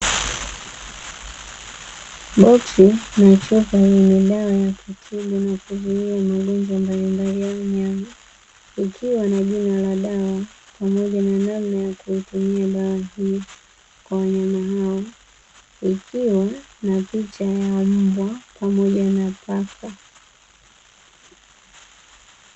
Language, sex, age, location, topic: Swahili, female, 18-24, Dar es Salaam, agriculture